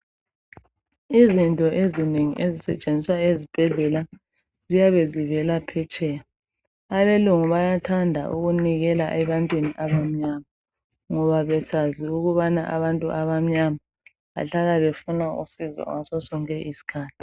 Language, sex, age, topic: North Ndebele, male, 36-49, health